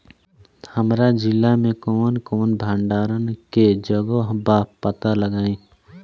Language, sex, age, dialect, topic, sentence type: Bhojpuri, male, 18-24, Southern / Standard, agriculture, question